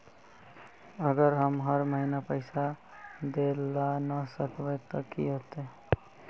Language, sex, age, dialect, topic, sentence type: Magahi, male, 25-30, Northeastern/Surjapuri, banking, question